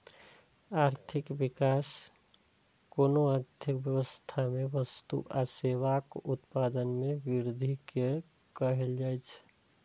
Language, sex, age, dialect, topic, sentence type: Maithili, male, 36-40, Eastern / Thethi, banking, statement